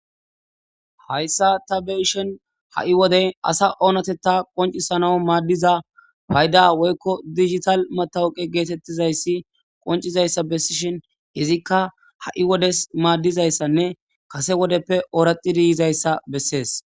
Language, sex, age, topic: Gamo, male, 18-24, government